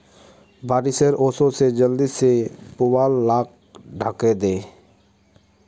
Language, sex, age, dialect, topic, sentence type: Magahi, male, 18-24, Northeastern/Surjapuri, agriculture, statement